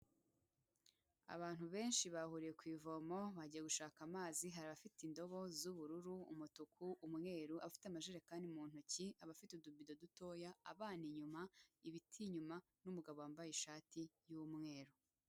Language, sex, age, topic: Kinyarwanda, female, 18-24, health